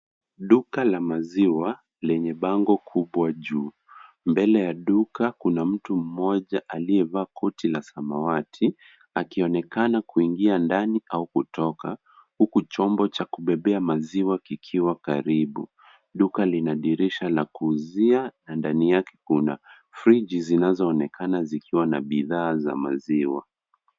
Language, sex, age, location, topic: Swahili, male, 50+, Kisumu, finance